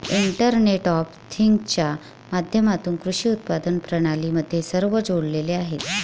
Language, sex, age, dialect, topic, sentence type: Marathi, female, 36-40, Varhadi, agriculture, statement